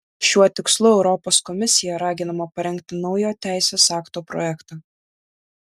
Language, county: Lithuanian, Vilnius